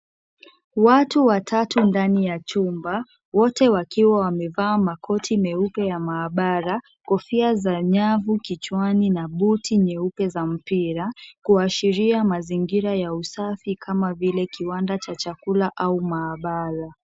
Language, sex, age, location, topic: Swahili, female, 25-35, Kisii, agriculture